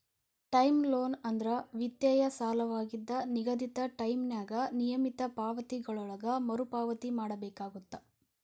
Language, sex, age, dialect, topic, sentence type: Kannada, female, 25-30, Dharwad Kannada, banking, statement